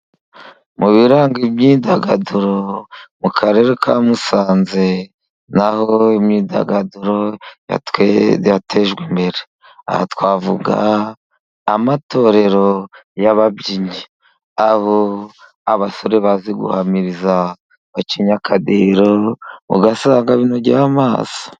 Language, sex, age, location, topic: Kinyarwanda, male, 50+, Musanze, government